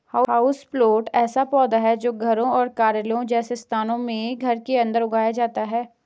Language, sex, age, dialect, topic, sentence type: Hindi, female, 18-24, Garhwali, agriculture, statement